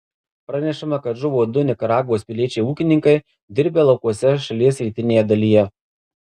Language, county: Lithuanian, Marijampolė